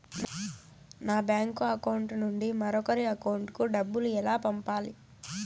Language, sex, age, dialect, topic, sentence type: Telugu, female, 18-24, Southern, banking, question